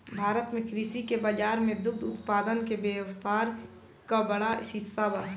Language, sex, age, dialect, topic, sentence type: Bhojpuri, male, 18-24, Northern, agriculture, statement